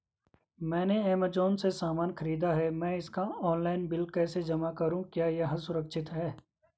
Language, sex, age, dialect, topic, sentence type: Hindi, male, 25-30, Garhwali, banking, question